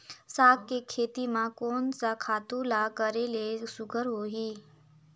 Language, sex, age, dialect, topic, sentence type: Chhattisgarhi, female, 18-24, Northern/Bhandar, agriculture, question